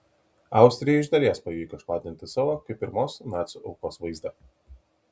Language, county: Lithuanian, Kaunas